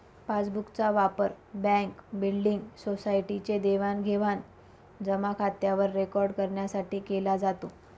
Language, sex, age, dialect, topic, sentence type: Marathi, female, 25-30, Northern Konkan, banking, statement